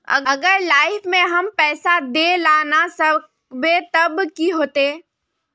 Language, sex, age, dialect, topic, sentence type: Magahi, female, 25-30, Northeastern/Surjapuri, banking, question